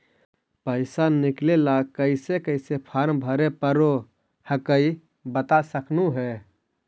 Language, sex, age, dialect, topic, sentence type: Magahi, male, 56-60, Central/Standard, banking, question